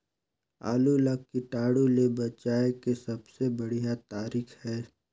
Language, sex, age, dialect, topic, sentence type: Chhattisgarhi, male, 25-30, Northern/Bhandar, agriculture, question